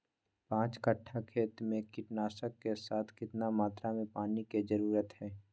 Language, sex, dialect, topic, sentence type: Magahi, male, Southern, agriculture, question